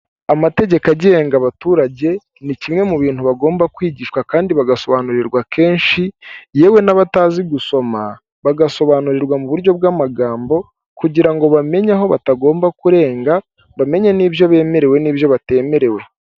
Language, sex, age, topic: Kinyarwanda, male, 25-35, government